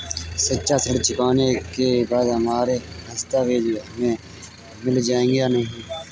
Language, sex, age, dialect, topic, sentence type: Hindi, male, 18-24, Kanauji Braj Bhasha, banking, question